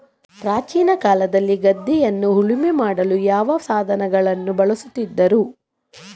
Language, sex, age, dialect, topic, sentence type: Kannada, female, 31-35, Coastal/Dakshin, agriculture, question